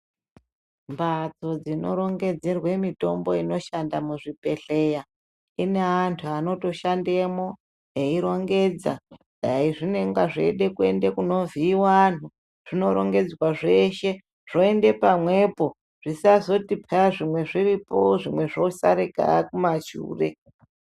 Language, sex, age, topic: Ndau, female, 36-49, health